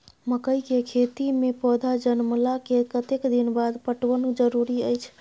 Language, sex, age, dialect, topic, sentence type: Maithili, female, 25-30, Bajjika, agriculture, question